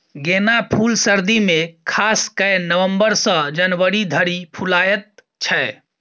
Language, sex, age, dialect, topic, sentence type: Maithili, female, 18-24, Bajjika, agriculture, statement